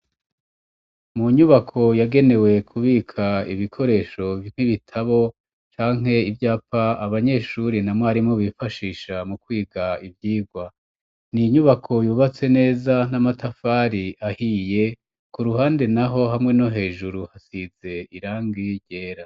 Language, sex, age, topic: Rundi, male, 36-49, education